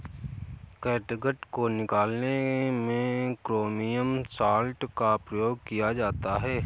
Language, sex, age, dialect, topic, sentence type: Hindi, male, 18-24, Awadhi Bundeli, agriculture, statement